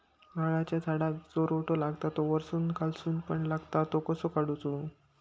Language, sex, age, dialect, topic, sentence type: Marathi, male, 60-100, Southern Konkan, agriculture, question